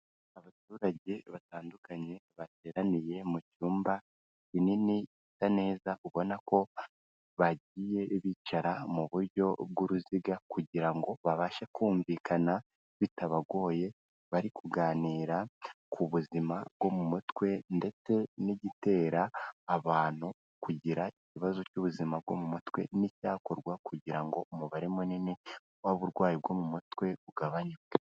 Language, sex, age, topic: Kinyarwanda, female, 18-24, health